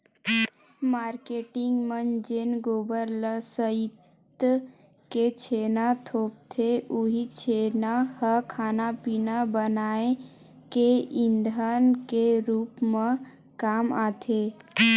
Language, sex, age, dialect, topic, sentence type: Chhattisgarhi, female, 18-24, Western/Budati/Khatahi, agriculture, statement